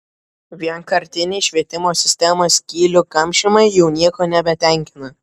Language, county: Lithuanian, Vilnius